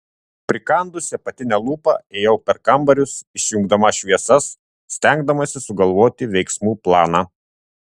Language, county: Lithuanian, Tauragė